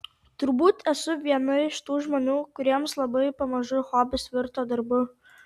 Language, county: Lithuanian, Tauragė